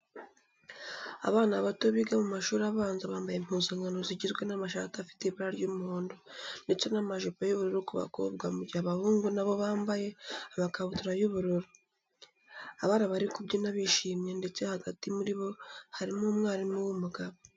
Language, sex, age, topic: Kinyarwanda, female, 18-24, education